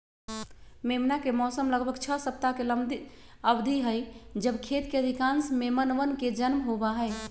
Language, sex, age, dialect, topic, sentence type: Magahi, female, 56-60, Western, agriculture, statement